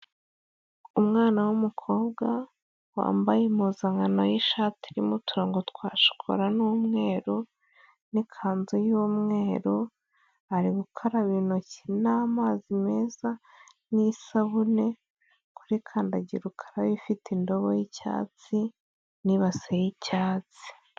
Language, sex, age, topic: Kinyarwanda, female, 25-35, health